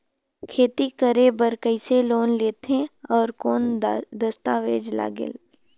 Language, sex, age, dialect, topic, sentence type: Chhattisgarhi, female, 18-24, Northern/Bhandar, banking, question